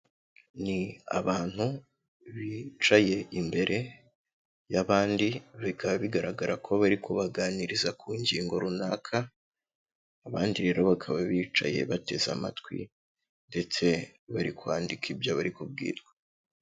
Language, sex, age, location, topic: Kinyarwanda, male, 18-24, Kigali, health